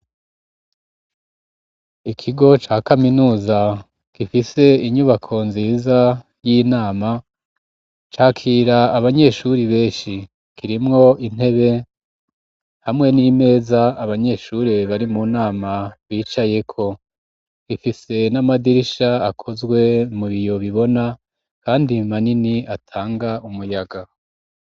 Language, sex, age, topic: Rundi, female, 25-35, education